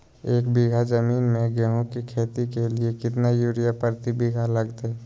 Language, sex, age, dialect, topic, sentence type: Magahi, male, 25-30, Southern, agriculture, question